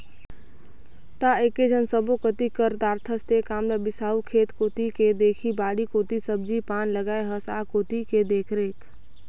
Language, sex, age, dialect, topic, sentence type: Chhattisgarhi, female, 18-24, Northern/Bhandar, agriculture, statement